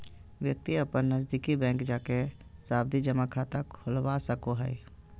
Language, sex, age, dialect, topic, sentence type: Magahi, male, 31-35, Southern, banking, statement